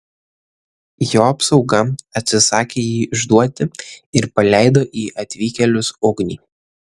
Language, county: Lithuanian, Kaunas